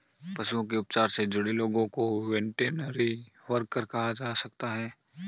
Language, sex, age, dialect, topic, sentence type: Hindi, male, 25-30, Marwari Dhudhari, agriculture, statement